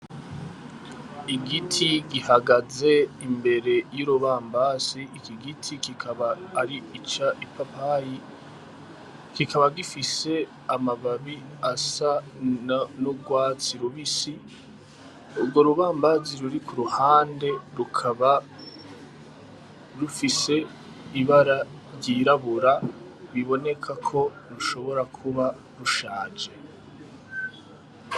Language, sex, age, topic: Rundi, male, 25-35, agriculture